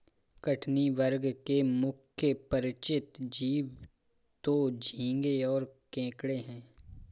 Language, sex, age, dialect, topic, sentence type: Hindi, male, 18-24, Awadhi Bundeli, agriculture, statement